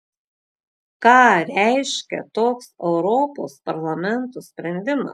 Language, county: Lithuanian, Klaipėda